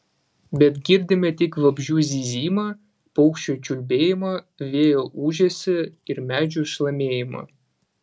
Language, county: Lithuanian, Vilnius